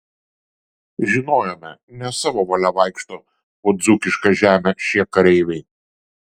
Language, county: Lithuanian, Šiauliai